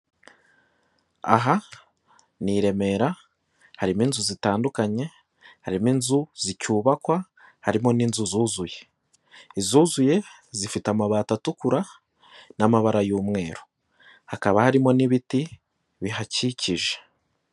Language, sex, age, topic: Kinyarwanda, male, 18-24, government